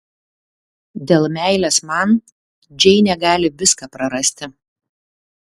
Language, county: Lithuanian, Klaipėda